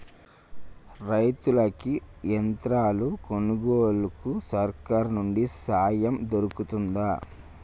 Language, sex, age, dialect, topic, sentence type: Telugu, male, 25-30, Telangana, agriculture, question